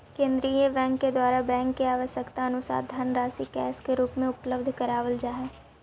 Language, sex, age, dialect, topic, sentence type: Magahi, female, 18-24, Central/Standard, banking, statement